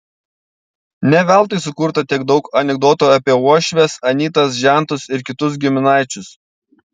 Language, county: Lithuanian, Panevėžys